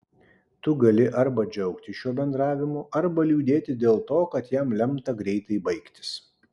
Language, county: Lithuanian, Kaunas